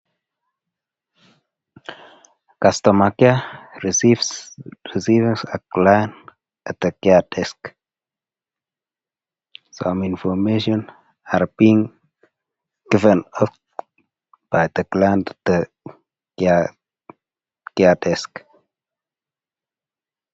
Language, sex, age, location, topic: Swahili, male, 25-35, Nakuru, government